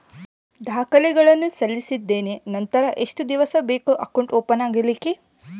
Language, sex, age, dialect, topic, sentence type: Kannada, female, 18-24, Central, banking, question